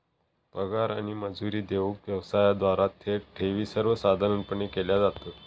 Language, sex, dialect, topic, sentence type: Marathi, male, Southern Konkan, banking, statement